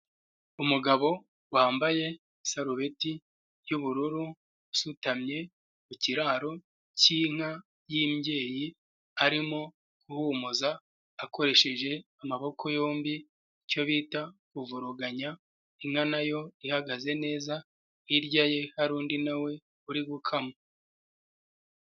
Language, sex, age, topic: Kinyarwanda, male, 25-35, agriculture